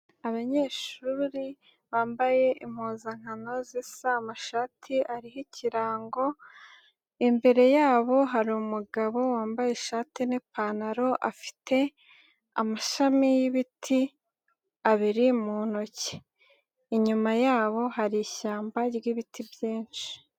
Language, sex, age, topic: Kinyarwanda, female, 18-24, education